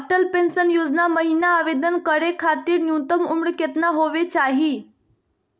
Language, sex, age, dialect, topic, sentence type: Magahi, female, 18-24, Southern, banking, question